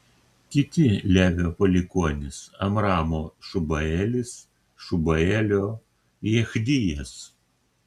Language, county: Lithuanian, Kaunas